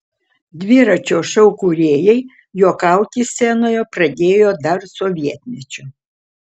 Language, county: Lithuanian, Utena